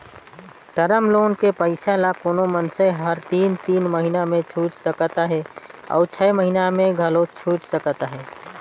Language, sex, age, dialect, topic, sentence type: Chhattisgarhi, male, 18-24, Northern/Bhandar, banking, statement